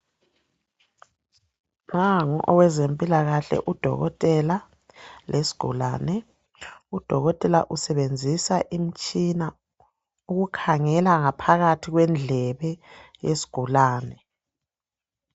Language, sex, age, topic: North Ndebele, female, 36-49, health